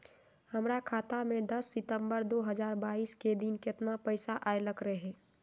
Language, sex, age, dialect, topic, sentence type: Magahi, female, 31-35, Western, banking, question